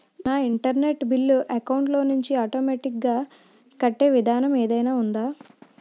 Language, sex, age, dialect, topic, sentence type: Telugu, female, 25-30, Utterandhra, banking, question